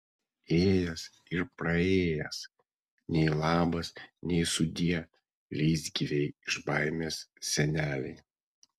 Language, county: Lithuanian, Vilnius